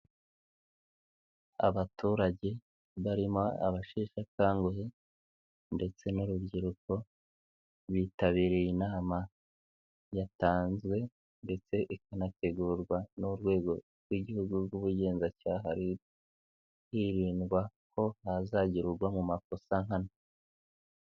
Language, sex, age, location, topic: Kinyarwanda, male, 18-24, Nyagatare, government